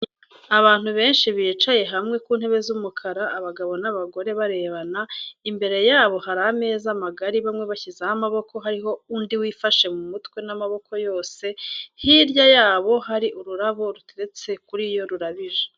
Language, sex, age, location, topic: Kinyarwanda, female, 18-24, Kigali, government